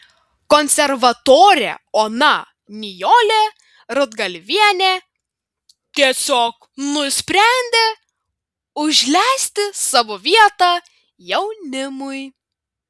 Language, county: Lithuanian, Vilnius